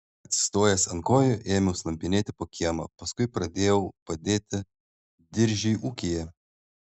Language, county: Lithuanian, Panevėžys